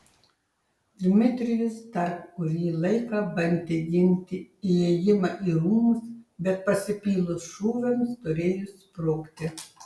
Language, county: Lithuanian, Tauragė